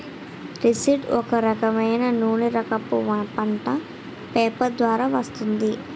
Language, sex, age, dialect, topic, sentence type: Telugu, female, 18-24, Utterandhra, agriculture, statement